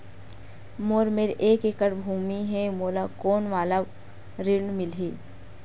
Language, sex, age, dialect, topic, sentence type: Chhattisgarhi, female, 56-60, Western/Budati/Khatahi, banking, question